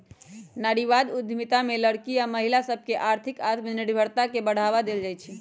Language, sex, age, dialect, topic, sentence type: Magahi, female, 18-24, Western, banking, statement